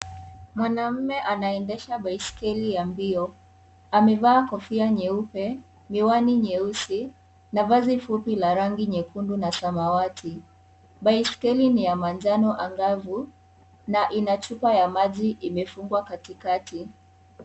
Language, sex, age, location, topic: Swahili, female, 18-24, Kisii, education